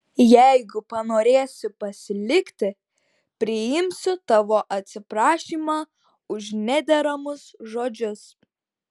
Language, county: Lithuanian, Šiauliai